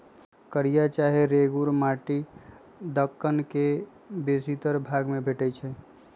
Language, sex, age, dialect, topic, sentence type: Magahi, male, 25-30, Western, agriculture, statement